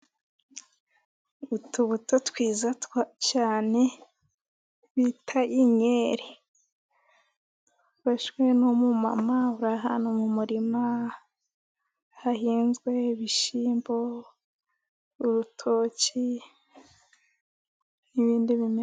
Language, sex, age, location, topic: Kinyarwanda, female, 18-24, Musanze, agriculture